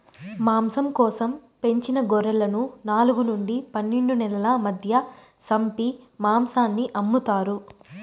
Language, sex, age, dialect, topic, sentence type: Telugu, female, 25-30, Southern, agriculture, statement